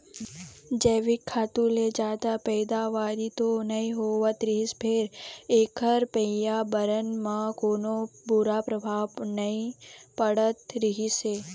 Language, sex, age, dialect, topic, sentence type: Chhattisgarhi, female, 25-30, Eastern, agriculture, statement